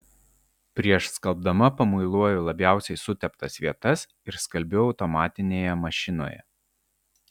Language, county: Lithuanian, Vilnius